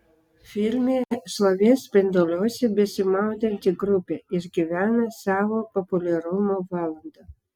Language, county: Lithuanian, Klaipėda